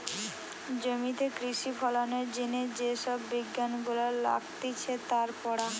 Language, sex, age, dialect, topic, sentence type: Bengali, female, 18-24, Western, agriculture, statement